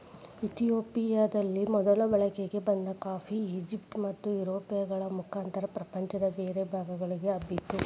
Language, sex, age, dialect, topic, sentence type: Kannada, female, 36-40, Dharwad Kannada, agriculture, statement